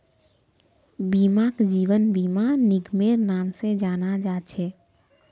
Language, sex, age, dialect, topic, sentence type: Magahi, female, 25-30, Northeastern/Surjapuri, banking, statement